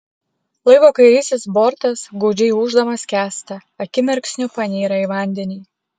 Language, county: Lithuanian, Utena